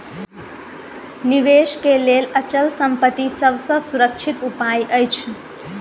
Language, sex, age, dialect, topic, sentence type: Maithili, female, 18-24, Southern/Standard, banking, statement